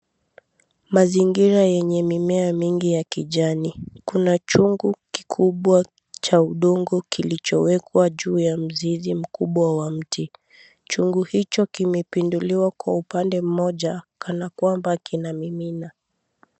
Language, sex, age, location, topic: Swahili, female, 18-24, Mombasa, government